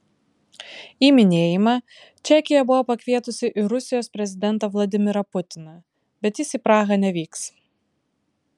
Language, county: Lithuanian, Vilnius